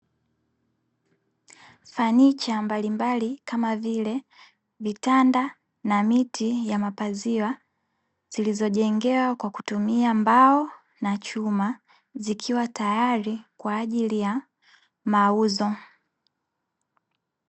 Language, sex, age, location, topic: Swahili, female, 18-24, Dar es Salaam, finance